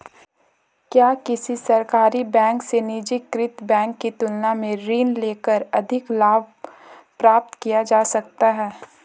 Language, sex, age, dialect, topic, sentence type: Hindi, female, 18-24, Marwari Dhudhari, banking, question